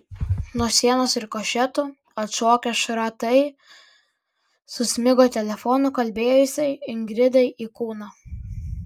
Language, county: Lithuanian, Kaunas